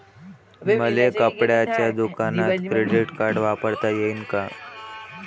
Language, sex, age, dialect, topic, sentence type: Marathi, male, 25-30, Varhadi, banking, question